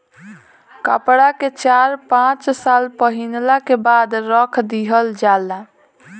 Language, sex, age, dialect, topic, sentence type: Bhojpuri, female, 18-24, Southern / Standard, banking, statement